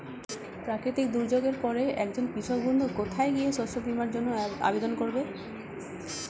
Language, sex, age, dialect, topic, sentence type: Bengali, female, 31-35, Standard Colloquial, agriculture, question